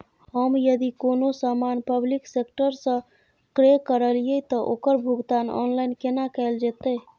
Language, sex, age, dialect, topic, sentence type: Maithili, female, 41-45, Bajjika, banking, question